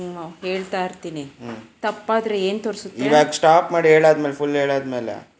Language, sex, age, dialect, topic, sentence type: Kannada, female, 31-35, Dharwad Kannada, agriculture, question